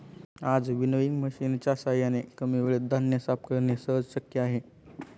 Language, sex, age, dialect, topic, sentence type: Marathi, male, 18-24, Standard Marathi, agriculture, statement